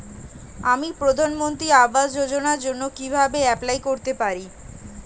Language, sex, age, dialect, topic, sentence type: Bengali, female, 18-24, Standard Colloquial, banking, question